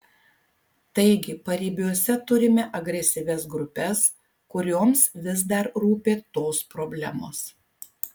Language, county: Lithuanian, Kaunas